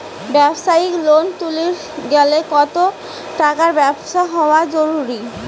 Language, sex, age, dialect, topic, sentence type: Bengali, female, 18-24, Rajbangshi, banking, question